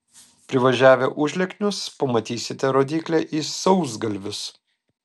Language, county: Lithuanian, Telšiai